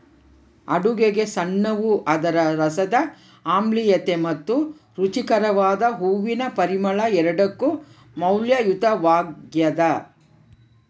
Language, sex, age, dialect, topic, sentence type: Kannada, female, 31-35, Central, agriculture, statement